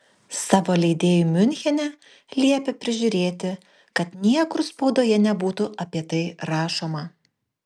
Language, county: Lithuanian, Panevėžys